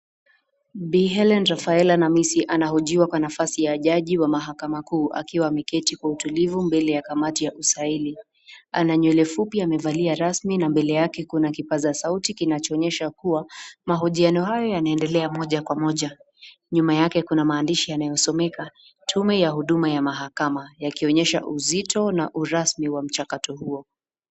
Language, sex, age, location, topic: Swahili, female, 18-24, Nakuru, government